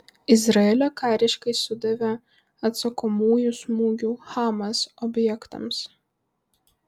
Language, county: Lithuanian, Vilnius